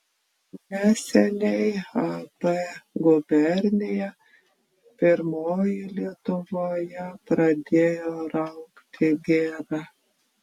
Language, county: Lithuanian, Klaipėda